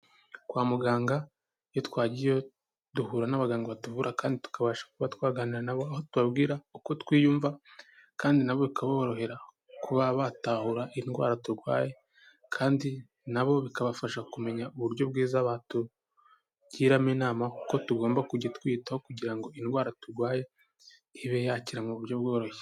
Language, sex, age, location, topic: Kinyarwanda, male, 18-24, Kigali, health